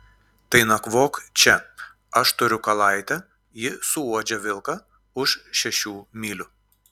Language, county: Lithuanian, Klaipėda